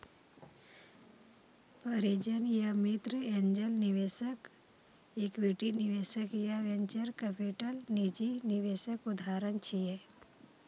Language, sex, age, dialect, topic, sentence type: Maithili, female, 18-24, Eastern / Thethi, banking, statement